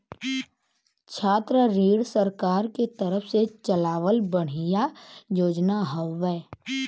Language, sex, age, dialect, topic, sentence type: Bhojpuri, male, 18-24, Western, banking, statement